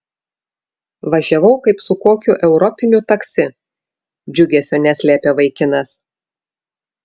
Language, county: Lithuanian, Vilnius